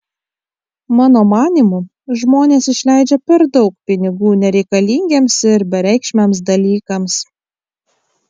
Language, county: Lithuanian, Kaunas